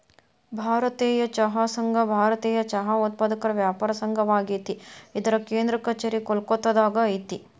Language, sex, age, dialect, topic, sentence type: Kannada, female, 31-35, Dharwad Kannada, agriculture, statement